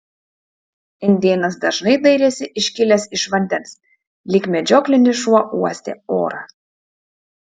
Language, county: Lithuanian, Utena